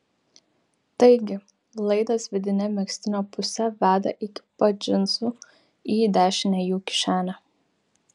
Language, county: Lithuanian, Vilnius